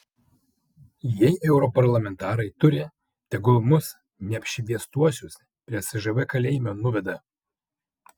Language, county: Lithuanian, Vilnius